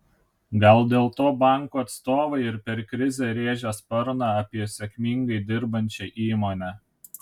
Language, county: Lithuanian, Kaunas